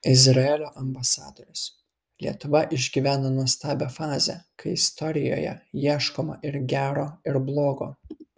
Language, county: Lithuanian, Kaunas